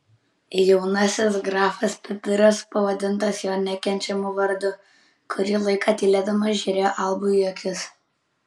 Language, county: Lithuanian, Kaunas